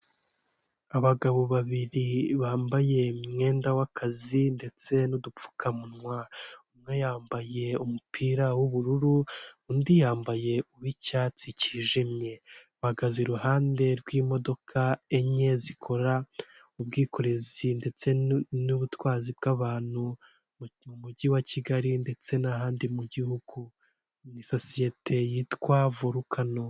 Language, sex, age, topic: Kinyarwanda, male, 18-24, finance